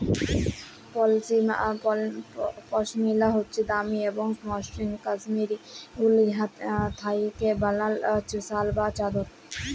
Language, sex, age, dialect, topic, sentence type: Bengali, female, 18-24, Jharkhandi, agriculture, statement